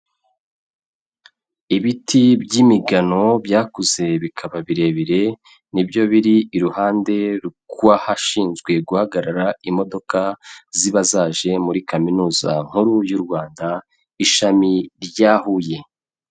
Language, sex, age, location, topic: Kinyarwanda, male, 25-35, Kigali, education